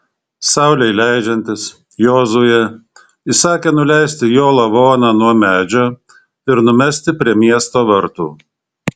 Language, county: Lithuanian, Šiauliai